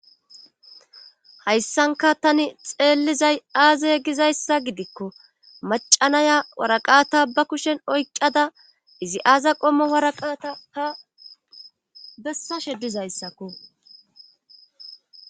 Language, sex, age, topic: Gamo, female, 25-35, government